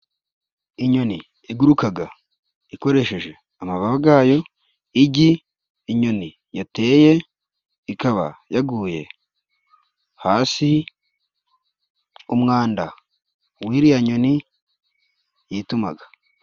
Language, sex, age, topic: Kinyarwanda, male, 25-35, agriculture